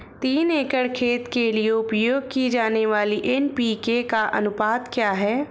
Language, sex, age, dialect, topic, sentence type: Hindi, female, 25-30, Awadhi Bundeli, agriculture, question